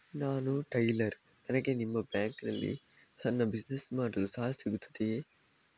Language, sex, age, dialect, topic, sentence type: Kannada, male, 25-30, Coastal/Dakshin, banking, question